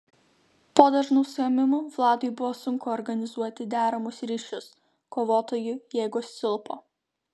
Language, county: Lithuanian, Kaunas